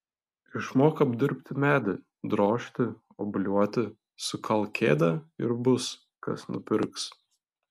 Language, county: Lithuanian, Vilnius